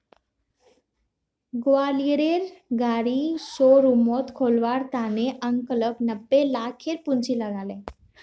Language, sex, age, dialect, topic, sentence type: Magahi, female, 18-24, Northeastern/Surjapuri, banking, statement